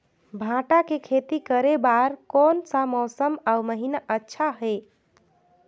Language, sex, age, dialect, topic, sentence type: Chhattisgarhi, female, 18-24, Northern/Bhandar, agriculture, question